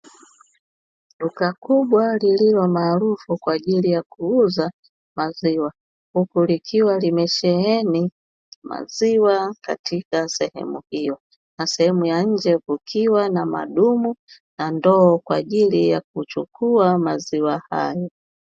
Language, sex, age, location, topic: Swahili, female, 25-35, Dar es Salaam, finance